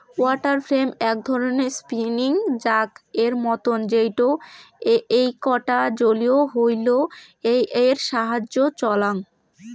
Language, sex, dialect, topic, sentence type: Bengali, female, Rajbangshi, agriculture, statement